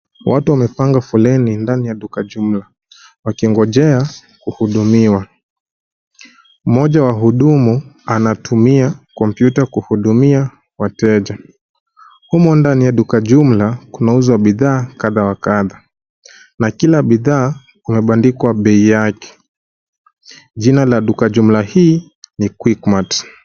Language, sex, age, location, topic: Swahili, male, 25-35, Nairobi, finance